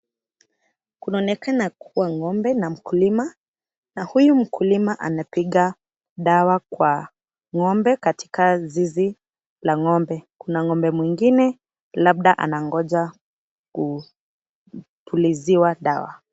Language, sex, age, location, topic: Swahili, female, 18-24, Kisii, agriculture